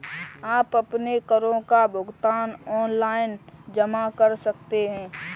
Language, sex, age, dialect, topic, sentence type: Hindi, female, 18-24, Kanauji Braj Bhasha, banking, statement